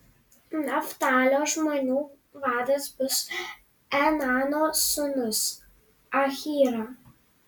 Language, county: Lithuanian, Panevėžys